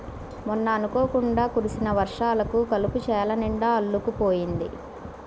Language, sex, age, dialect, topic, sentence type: Telugu, male, 41-45, Central/Coastal, agriculture, statement